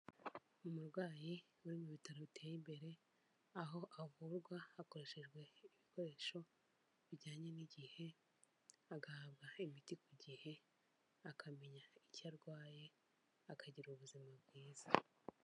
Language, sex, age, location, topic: Kinyarwanda, female, 25-35, Kigali, health